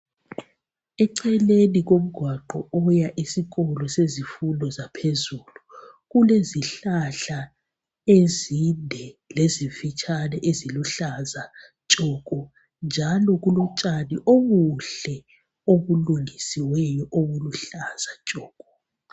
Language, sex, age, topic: North Ndebele, female, 25-35, education